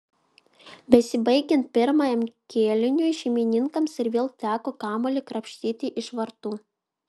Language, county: Lithuanian, Vilnius